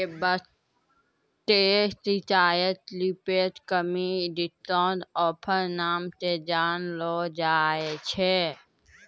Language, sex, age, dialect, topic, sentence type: Maithili, female, 18-24, Angika, banking, statement